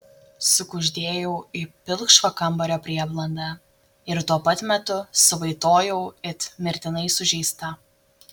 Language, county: Lithuanian, Šiauliai